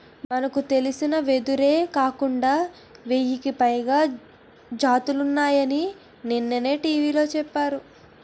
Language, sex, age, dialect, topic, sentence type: Telugu, female, 60-100, Utterandhra, agriculture, statement